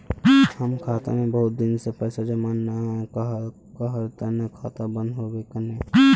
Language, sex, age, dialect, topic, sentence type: Magahi, male, 31-35, Northeastern/Surjapuri, banking, question